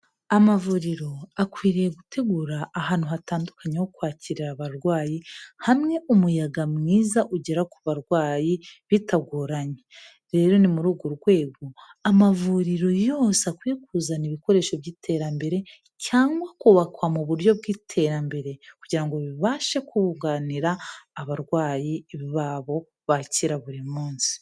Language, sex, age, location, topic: Kinyarwanda, female, 18-24, Kigali, health